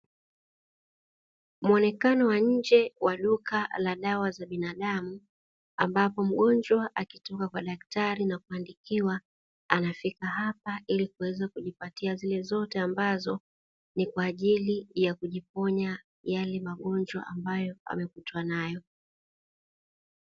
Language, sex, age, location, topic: Swahili, female, 36-49, Dar es Salaam, health